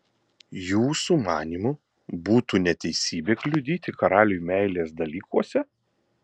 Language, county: Lithuanian, Kaunas